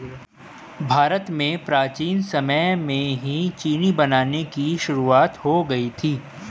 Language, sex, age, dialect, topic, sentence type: Hindi, male, 18-24, Hindustani Malvi Khadi Boli, agriculture, statement